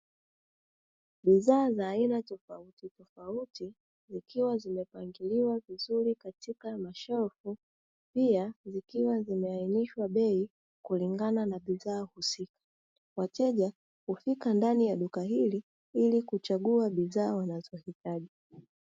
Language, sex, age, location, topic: Swahili, female, 36-49, Dar es Salaam, finance